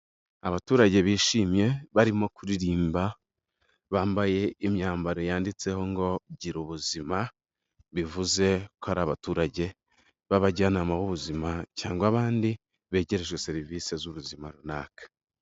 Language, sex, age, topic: Kinyarwanda, male, 18-24, health